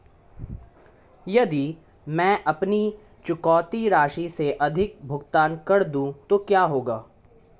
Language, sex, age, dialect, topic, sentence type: Hindi, male, 18-24, Marwari Dhudhari, banking, question